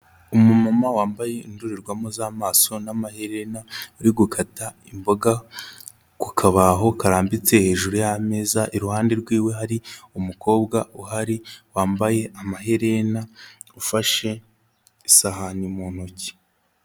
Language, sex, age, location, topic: Kinyarwanda, male, 18-24, Kigali, health